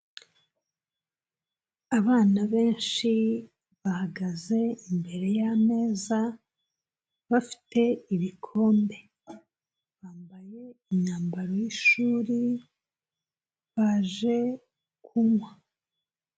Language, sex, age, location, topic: Kinyarwanda, female, 25-35, Kigali, health